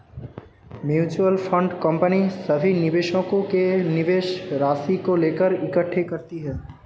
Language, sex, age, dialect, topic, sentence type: Hindi, male, 18-24, Hindustani Malvi Khadi Boli, banking, statement